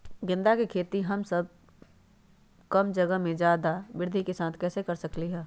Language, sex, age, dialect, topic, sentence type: Magahi, female, 31-35, Western, agriculture, question